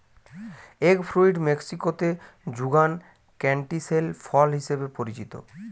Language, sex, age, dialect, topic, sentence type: Bengali, male, 18-24, Western, agriculture, statement